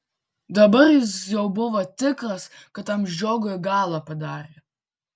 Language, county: Lithuanian, Vilnius